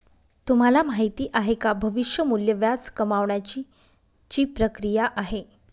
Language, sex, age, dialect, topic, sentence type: Marathi, female, 25-30, Northern Konkan, banking, statement